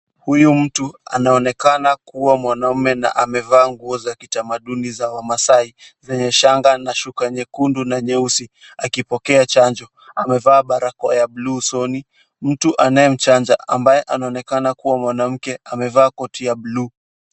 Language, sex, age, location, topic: Swahili, male, 18-24, Kisumu, health